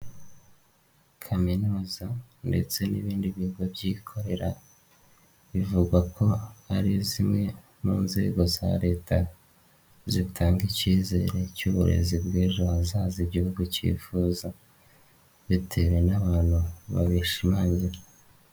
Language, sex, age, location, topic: Kinyarwanda, male, 18-24, Nyagatare, education